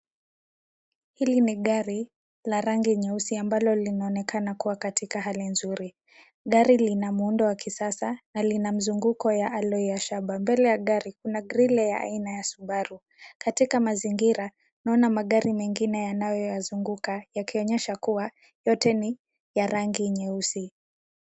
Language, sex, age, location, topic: Swahili, female, 18-24, Nairobi, finance